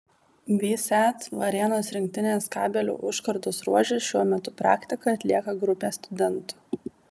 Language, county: Lithuanian, Vilnius